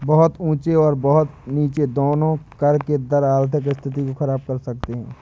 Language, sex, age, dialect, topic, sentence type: Hindi, male, 18-24, Awadhi Bundeli, banking, statement